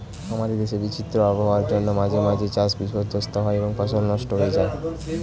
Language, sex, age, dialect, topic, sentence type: Bengali, male, 18-24, Standard Colloquial, agriculture, statement